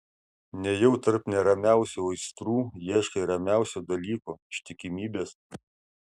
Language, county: Lithuanian, Šiauliai